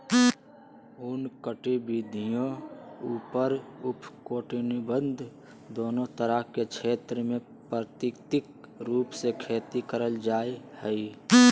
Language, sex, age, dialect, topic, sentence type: Magahi, male, 36-40, Southern, agriculture, statement